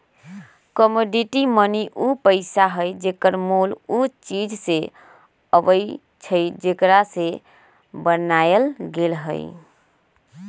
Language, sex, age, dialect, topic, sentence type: Magahi, female, 25-30, Western, banking, statement